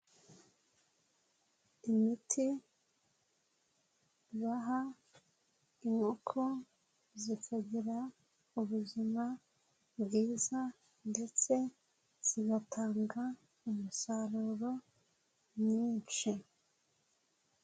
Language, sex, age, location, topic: Kinyarwanda, female, 18-24, Nyagatare, agriculture